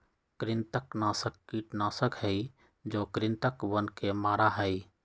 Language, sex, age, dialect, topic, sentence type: Magahi, male, 60-100, Western, agriculture, statement